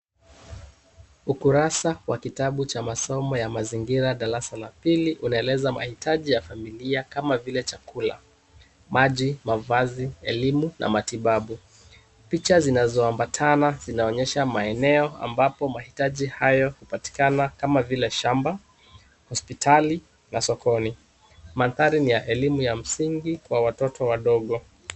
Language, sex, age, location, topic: Swahili, male, 36-49, Kisumu, education